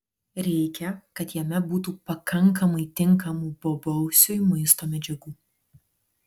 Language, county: Lithuanian, Alytus